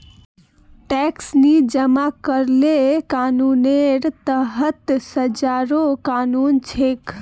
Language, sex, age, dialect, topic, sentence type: Magahi, female, 18-24, Northeastern/Surjapuri, banking, statement